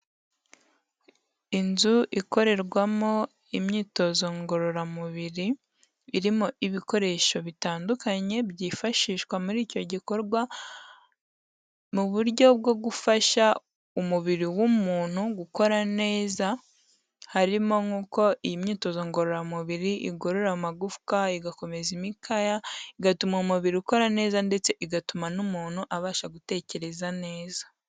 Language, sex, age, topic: Kinyarwanda, female, 18-24, health